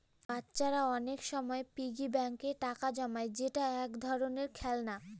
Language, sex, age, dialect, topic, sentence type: Bengali, female, <18, Northern/Varendri, banking, statement